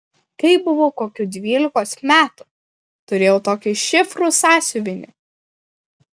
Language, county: Lithuanian, Klaipėda